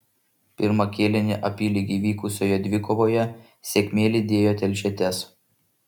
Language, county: Lithuanian, Šiauliai